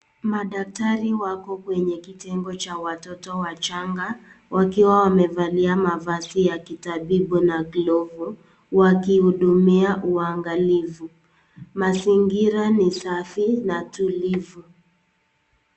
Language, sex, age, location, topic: Swahili, female, 18-24, Nakuru, health